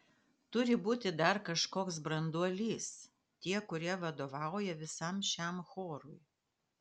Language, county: Lithuanian, Panevėžys